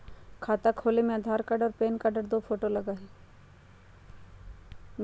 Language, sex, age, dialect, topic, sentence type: Magahi, female, 51-55, Western, banking, question